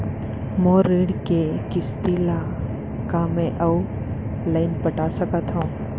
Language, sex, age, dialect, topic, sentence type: Chhattisgarhi, female, 25-30, Central, banking, question